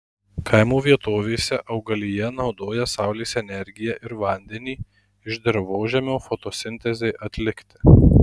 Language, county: Lithuanian, Marijampolė